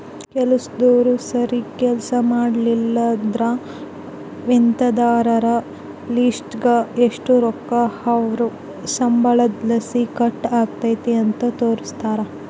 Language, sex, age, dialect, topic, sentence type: Kannada, female, 18-24, Central, banking, statement